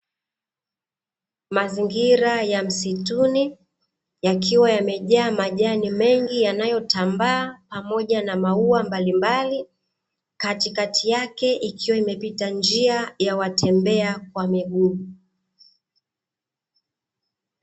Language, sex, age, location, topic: Swahili, female, 25-35, Dar es Salaam, agriculture